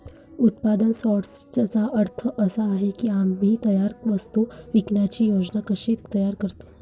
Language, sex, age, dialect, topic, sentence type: Marathi, female, 18-24, Varhadi, agriculture, statement